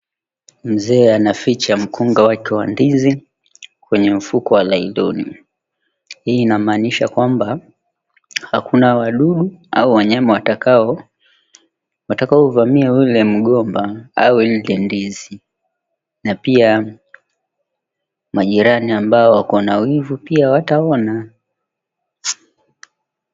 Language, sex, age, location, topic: Swahili, male, 25-35, Mombasa, agriculture